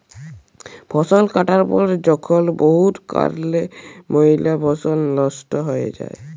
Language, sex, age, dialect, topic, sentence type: Bengali, male, 41-45, Jharkhandi, agriculture, statement